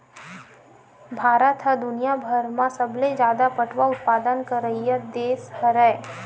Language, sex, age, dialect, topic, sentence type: Chhattisgarhi, female, 18-24, Western/Budati/Khatahi, agriculture, statement